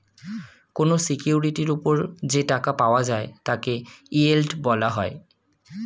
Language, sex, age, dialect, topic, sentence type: Bengali, male, 18-24, Standard Colloquial, banking, statement